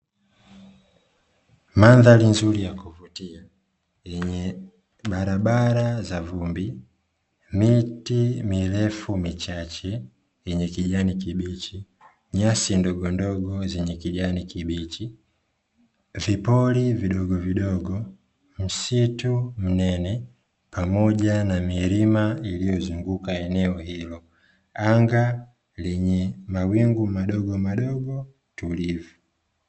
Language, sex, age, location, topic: Swahili, male, 25-35, Dar es Salaam, agriculture